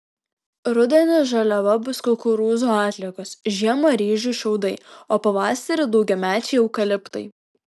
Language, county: Lithuanian, Kaunas